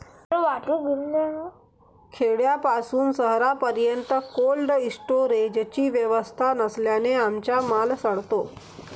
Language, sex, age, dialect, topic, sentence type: Marathi, female, 41-45, Varhadi, agriculture, statement